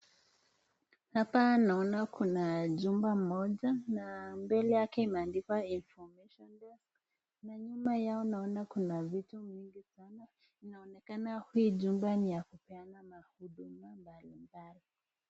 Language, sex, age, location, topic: Swahili, female, 18-24, Nakuru, government